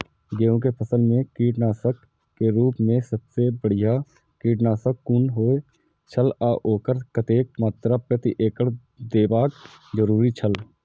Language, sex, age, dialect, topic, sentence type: Maithili, male, 18-24, Eastern / Thethi, agriculture, question